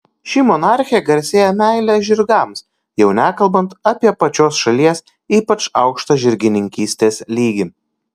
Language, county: Lithuanian, Kaunas